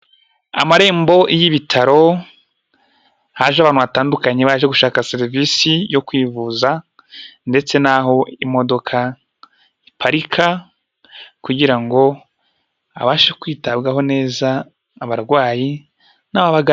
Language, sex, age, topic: Kinyarwanda, male, 18-24, health